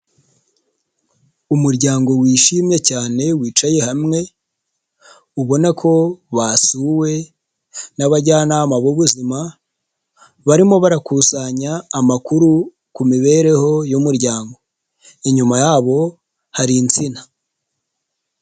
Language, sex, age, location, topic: Kinyarwanda, male, 25-35, Nyagatare, health